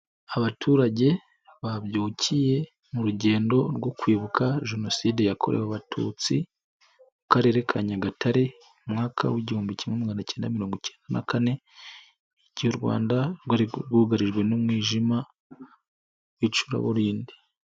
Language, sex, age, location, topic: Kinyarwanda, male, 25-35, Nyagatare, health